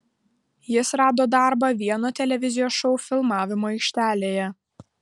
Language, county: Lithuanian, Vilnius